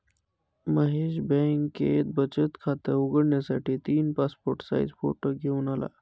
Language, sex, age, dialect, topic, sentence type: Marathi, male, 25-30, Northern Konkan, banking, statement